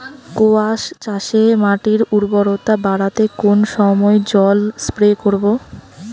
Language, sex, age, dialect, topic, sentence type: Bengali, female, 18-24, Rajbangshi, agriculture, question